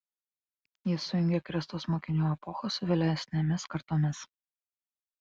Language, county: Lithuanian, Kaunas